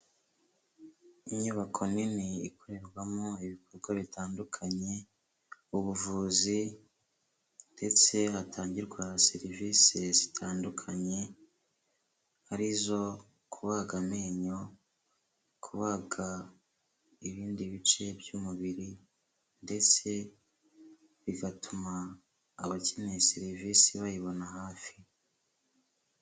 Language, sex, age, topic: Kinyarwanda, male, 25-35, health